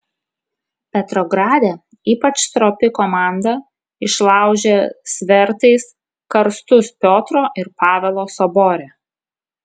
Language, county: Lithuanian, Kaunas